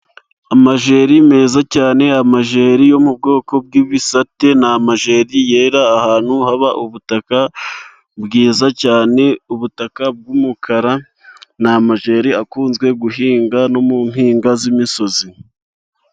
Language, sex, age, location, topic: Kinyarwanda, male, 25-35, Musanze, agriculture